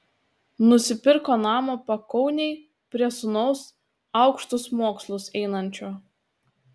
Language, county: Lithuanian, Utena